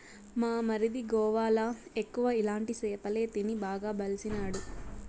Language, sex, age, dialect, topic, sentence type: Telugu, female, 18-24, Southern, agriculture, statement